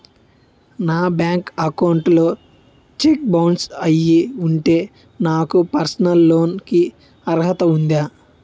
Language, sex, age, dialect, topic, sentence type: Telugu, male, 18-24, Utterandhra, banking, question